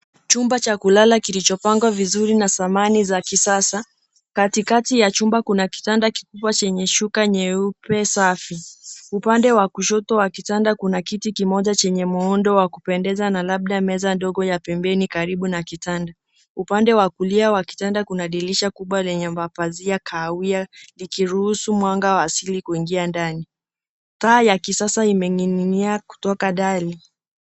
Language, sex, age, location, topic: Swahili, female, 18-24, Nairobi, education